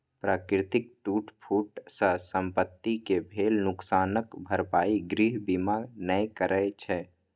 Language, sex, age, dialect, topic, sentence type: Maithili, male, 25-30, Eastern / Thethi, banking, statement